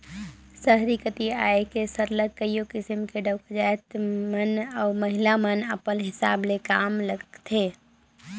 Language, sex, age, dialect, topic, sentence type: Chhattisgarhi, female, 18-24, Northern/Bhandar, agriculture, statement